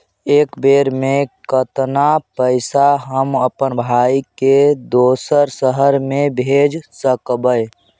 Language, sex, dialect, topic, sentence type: Magahi, male, Central/Standard, banking, question